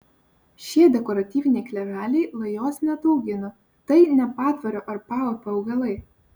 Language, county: Lithuanian, Vilnius